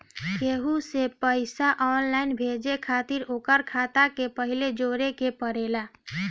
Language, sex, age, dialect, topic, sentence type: Bhojpuri, female, 25-30, Northern, banking, statement